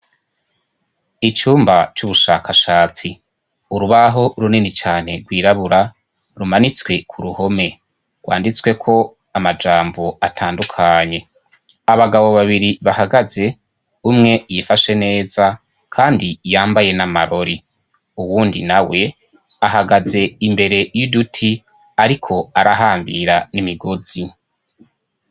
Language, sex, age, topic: Rundi, male, 25-35, education